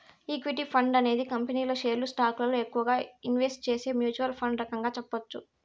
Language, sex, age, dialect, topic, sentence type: Telugu, female, 60-100, Southern, banking, statement